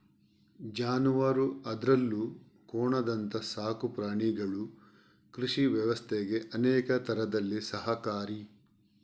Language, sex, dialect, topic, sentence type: Kannada, male, Coastal/Dakshin, agriculture, statement